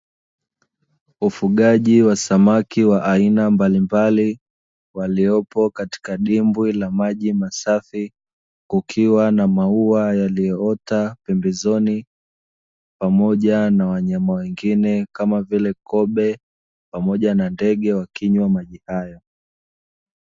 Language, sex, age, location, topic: Swahili, male, 25-35, Dar es Salaam, agriculture